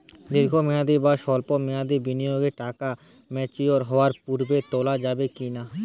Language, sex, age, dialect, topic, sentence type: Bengali, male, 18-24, Western, banking, question